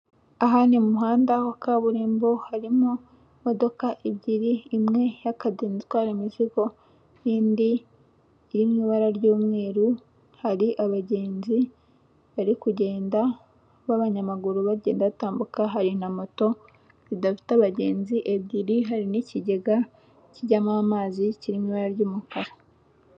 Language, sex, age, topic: Kinyarwanda, female, 18-24, government